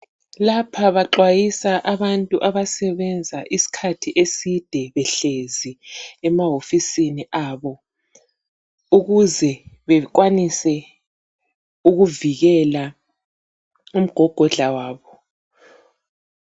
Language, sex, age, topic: North Ndebele, female, 36-49, health